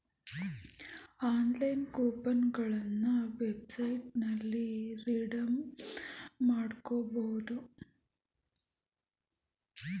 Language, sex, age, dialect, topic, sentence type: Kannada, female, 31-35, Mysore Kannada, banking, statement